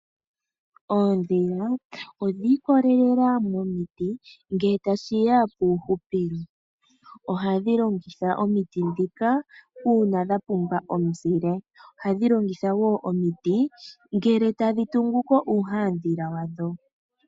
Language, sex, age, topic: Oshiwambo, female, 25-35, agriculture